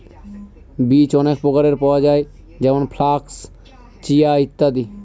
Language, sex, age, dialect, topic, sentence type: Bengali, male, 18-24, Northern/Varendri, agriculture, statement